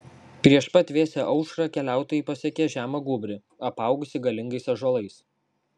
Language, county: Lithuanian, Kaunas